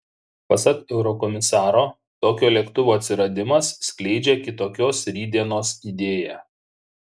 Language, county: Lithuanian, Šiauliai